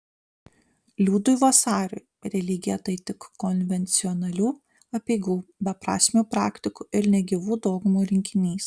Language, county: Lithuanian, Panevėžys